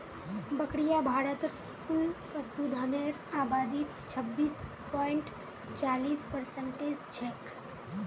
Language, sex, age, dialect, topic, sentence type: Magahi, female, 18-24, Northeastern/Surjapuri, agriculture, statement